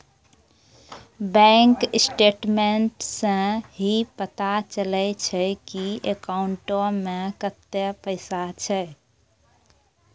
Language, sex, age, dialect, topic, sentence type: Maithili, female, 25-30, Angika, banking, statement